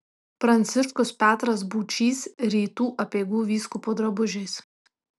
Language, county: Lithuanian, Tauragė